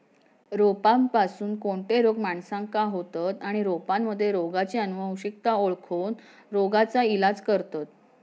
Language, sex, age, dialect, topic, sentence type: Marathi, female, 56-60, Southern Konkan, agriculture, statement